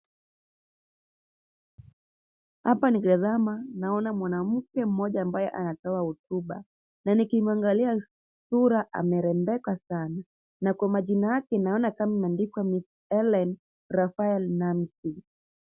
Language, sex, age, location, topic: Swahili, female, 25-35, Kisumu, government